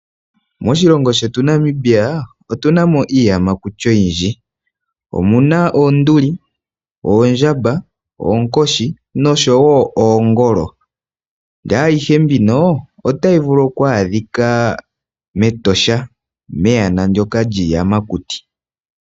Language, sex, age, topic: Oshiwambo, male, 18-24, agriculture